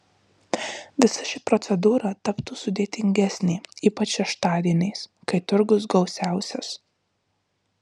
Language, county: Lithuanian, Marijampolė